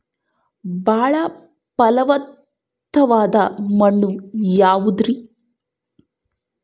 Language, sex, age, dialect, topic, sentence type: Kannada, female, 25-30, Central, agriculture, question